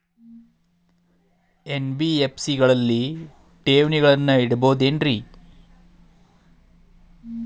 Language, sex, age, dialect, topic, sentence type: Kannada, male, 36-40, Dharwad Kannada, banking, question